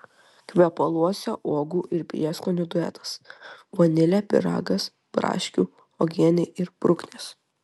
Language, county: Lithuanian, Telšiai